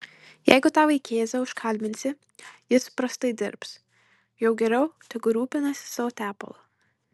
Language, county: Lithuanian, Marijampolė